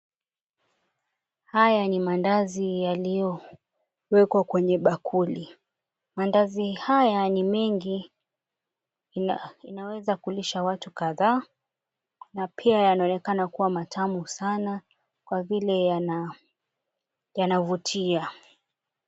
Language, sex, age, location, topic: Swahili, female, 25-35, Mombasa, agriculture